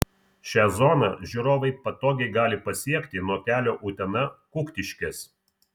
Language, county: Lithuanian, Vilnius